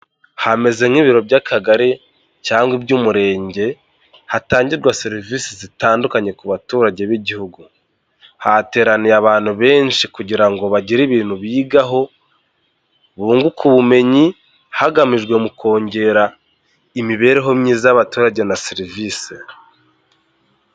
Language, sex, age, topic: Kinyarwanda, male, 18-24, health